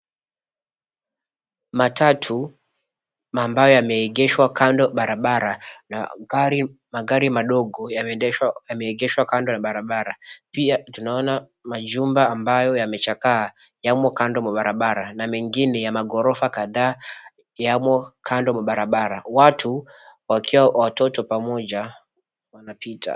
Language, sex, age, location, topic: Swahili, male, 25-35, Mombasa, government